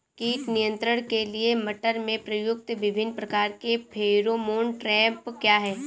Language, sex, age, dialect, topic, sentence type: Hindi, female, 18-24, Awadhi Bundeli, agriculture, question